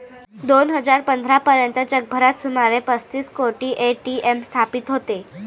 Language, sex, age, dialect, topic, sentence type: Marathi, female, 25-30, Varhadi, banking, statement